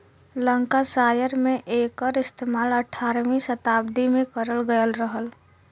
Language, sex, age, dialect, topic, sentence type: Bhojpuri, female, 18-24, Western, agriculture, statement